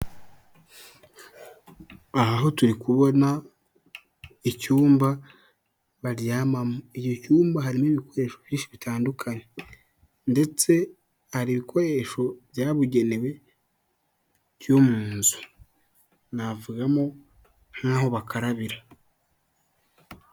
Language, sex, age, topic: Kinyarwanda, male, 18-24, finance